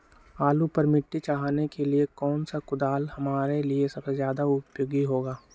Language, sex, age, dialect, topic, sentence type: Magahi, male, 18-24, Western, agriculture, question